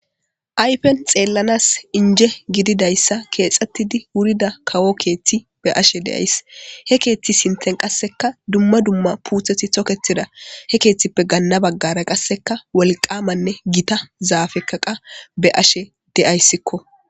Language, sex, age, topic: Gamo, female, 18-24, government